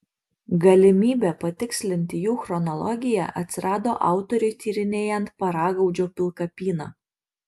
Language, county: Lithuanian, Marijampolė